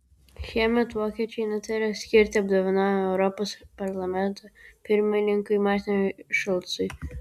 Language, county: Lithuanian, Vilnius